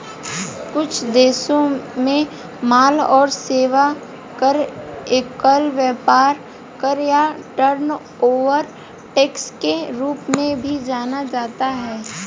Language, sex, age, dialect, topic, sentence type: Hindi, female, 18-24, Hindustani Malvi Khadi Boli, banking, statement